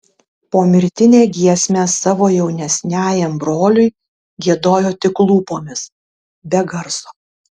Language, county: Lithuanian, Tauragė